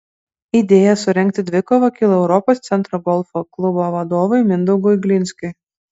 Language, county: Lithuanian, Kaunas